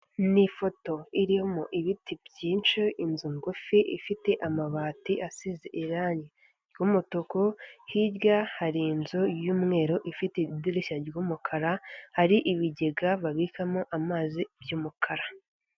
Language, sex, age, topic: Kinyarwanda, female, 18-24, government